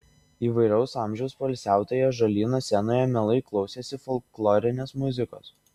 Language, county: Lithuanian, Šiauliai